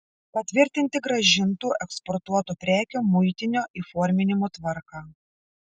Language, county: Lithuanian, Šiauliai